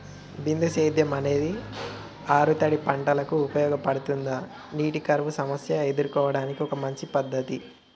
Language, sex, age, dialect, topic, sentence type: Telugu, male, 18-24, Telangana, agriculture, question